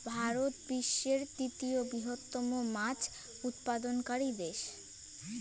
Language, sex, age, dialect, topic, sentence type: Bengali, female, 18-24, Rajbangshi, agriculture, statement